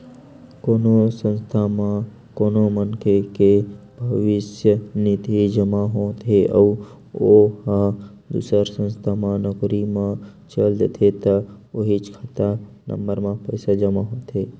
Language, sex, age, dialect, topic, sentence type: Chhattisgarhi, male, 18-24, Western/Budati/Khatahi, banking, statement